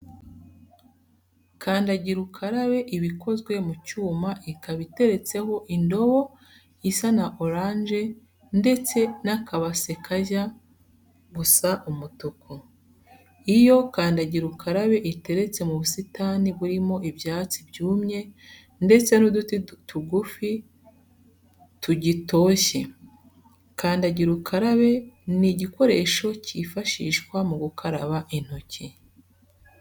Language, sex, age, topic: Kinyarwanda, female, 36-49, education